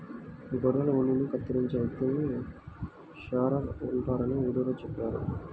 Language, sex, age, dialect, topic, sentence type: Telugu, male, 18-24, Central/Coastal, agriculture, statement